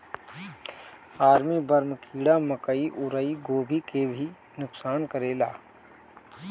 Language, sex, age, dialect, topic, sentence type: Bhojpuri, male, 36-40, Northern, agriculture, statement